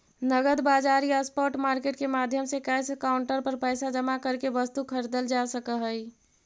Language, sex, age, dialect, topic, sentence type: Magahi, female, 18-24, Central/Standard, banking, statement